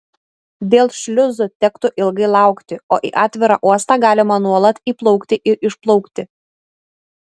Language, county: Lithuanian, Šiauliai